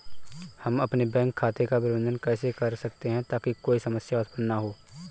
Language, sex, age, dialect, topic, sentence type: Hindi, male, 31-35, Awadhi Bundeli, banking, question